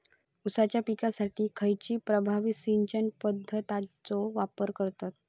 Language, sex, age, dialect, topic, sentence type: Marathi, female, 31-35, Southern Konkan, agriculture, question